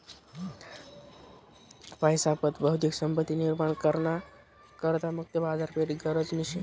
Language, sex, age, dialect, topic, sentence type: Marathi, male, 18-24, Northern Konkan, banking, statement